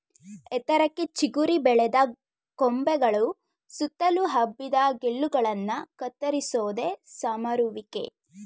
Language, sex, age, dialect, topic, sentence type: Kannada, female, 18-24, Mysore Kannada, agriculture, statement